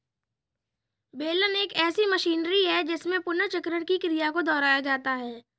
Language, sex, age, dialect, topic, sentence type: Hindi, male, 18-24, Kanauji Braj Bhasha, agriculture, statement